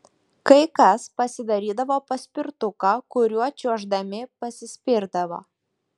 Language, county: Lithuanian, Šiauliai